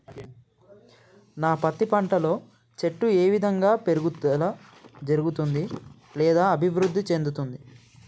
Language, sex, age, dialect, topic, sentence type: Telugu, male, 18-24, Telangana, agriculture, question